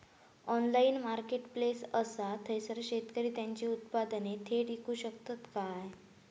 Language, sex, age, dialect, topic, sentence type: Marathi, female, 18-24, Southern Konkan, agriculture, statement